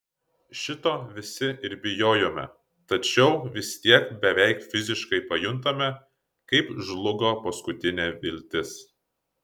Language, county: Lithuanian, Klaipėda